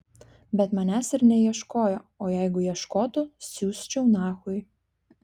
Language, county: Lithuanian, Klaipėda